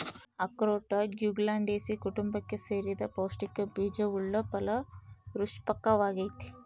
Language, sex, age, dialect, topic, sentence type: Kannada, female, 18-24, Central, agriculture, statement